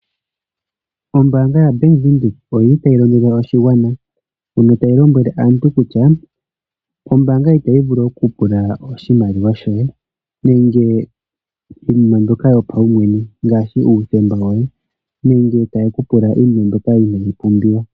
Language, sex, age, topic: Oshiwambo, male, 25-35, finance